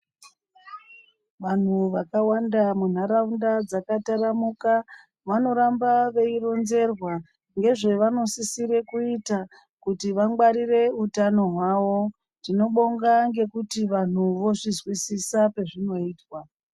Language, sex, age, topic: Ndau, male, 36-49, health